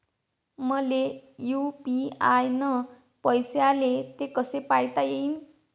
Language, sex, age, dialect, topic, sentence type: Marathi, female, 25-30, Varhadi, banking, question